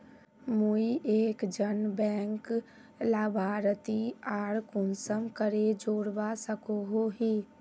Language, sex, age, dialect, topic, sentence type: Magahi, female, 25-30, Northeastern/Surjapuri, banking, question